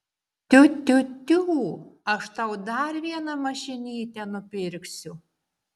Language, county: Lithuanian, Šiauliai